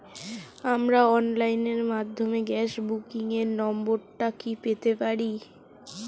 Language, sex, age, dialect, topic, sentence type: Bengali, female, 18-24, Standard Colloquial, banking, question